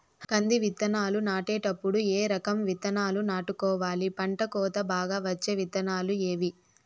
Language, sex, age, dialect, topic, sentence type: Telugu, male, 31-35, Southern, agriculture, question